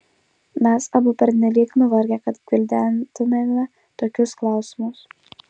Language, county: Lithuanian, Kaunas